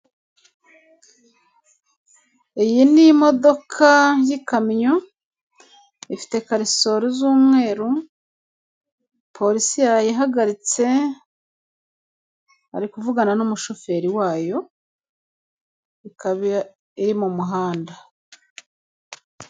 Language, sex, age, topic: Kinyarwanda, female, 18-24, government